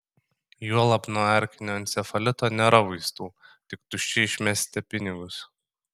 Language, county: Lithuanian, Kaunas